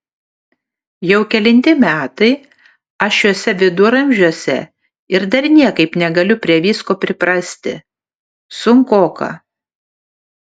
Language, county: Lithuanian, Panevėžys